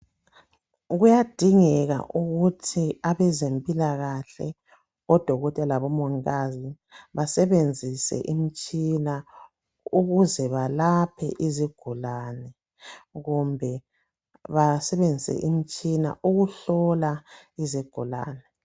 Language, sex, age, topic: North Ndebele, male, 50+, health